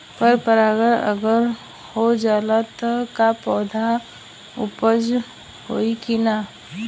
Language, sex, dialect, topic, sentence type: Bhojpuri, female, Southern / Standard, agriculture, question